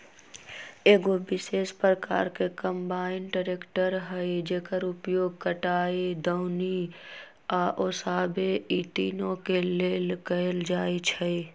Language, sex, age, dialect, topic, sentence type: Magahi, female, 18-24, Western, agriculture, statement